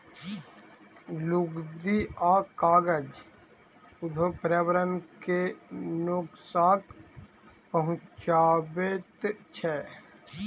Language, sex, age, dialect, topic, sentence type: Maithili, male, 25-30, Southern/Standard, agriculture, statement